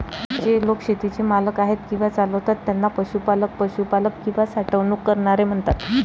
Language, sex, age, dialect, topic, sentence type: Marathi, female, 25-30, Varhadi, agriculture, statement